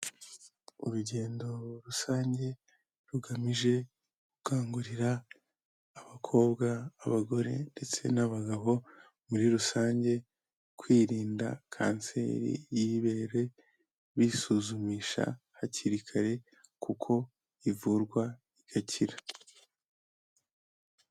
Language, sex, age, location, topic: Kinyarwanda, male, 18-24, Kigali, health